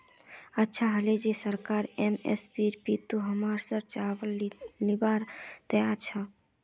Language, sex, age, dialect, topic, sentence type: Magahi, female, 46-50, Northeastern/Surjapuri, agriculture, statement